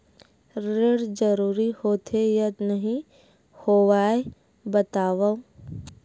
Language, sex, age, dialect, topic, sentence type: Chhattisgarhi, female, 25-30, Western/Budati/Khatahi, banking, question